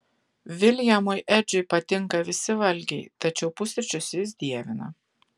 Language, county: Lithuanian, Utena